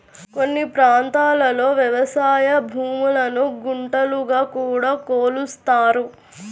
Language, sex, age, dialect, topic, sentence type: Telugu, female, 41-45, Central/Coastal, agriculture, statement